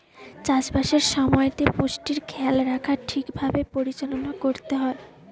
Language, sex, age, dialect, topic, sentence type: Bengali, female, 18-24, Western, agriculture, statement